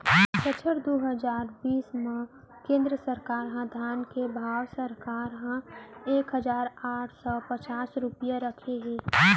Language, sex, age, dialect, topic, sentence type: Chhattisgarhi, female, 18-24, Central, agriculture, statement